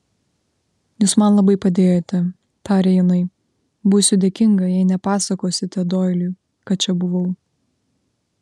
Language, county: Lithuanian, Vilnius